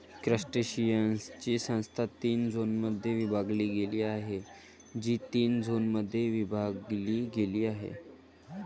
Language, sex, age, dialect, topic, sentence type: Marathi, male, 18-24, Varhadi, agriculture, statement